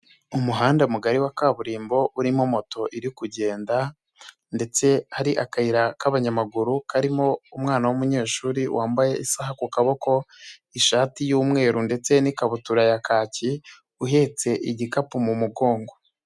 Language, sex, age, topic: Kinyarwanda, male, 25-35, government